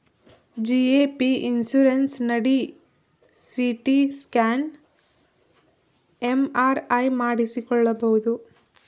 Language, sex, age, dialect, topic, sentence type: Kannada, female, 18-24, Mysore Kannada, banking, statement